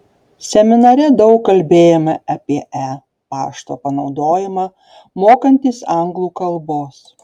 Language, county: Lithuanian, Šiauliai